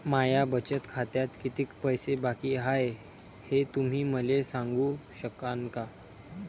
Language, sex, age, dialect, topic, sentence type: Marathi, male, 18-24, Varhadi, banking, question